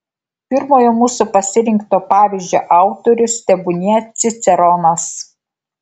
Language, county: Lithuanian, Kaunas